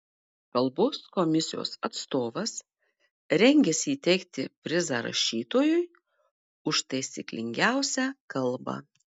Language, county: Lithuanian, Marijampolė